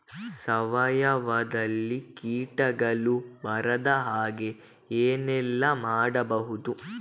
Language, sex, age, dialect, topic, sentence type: Kannada, female, 18-24, Coastal/Dakshin, agriculture, question